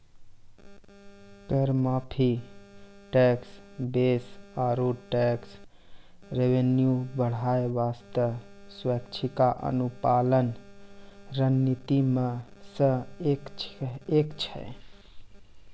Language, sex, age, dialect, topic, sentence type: Maithili, male, 31-35, Angika, banking, statement